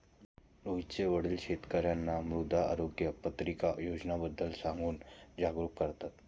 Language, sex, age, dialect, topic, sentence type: Marathi, male, 25-30, Standard Marathi, agriculture, statement